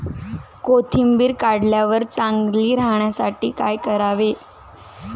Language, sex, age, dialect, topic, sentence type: Marathi, female, 18-24, Standard Marathi, agriculture, question